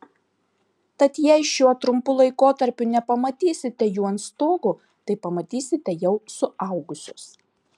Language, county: Lithuanian, Marijampolė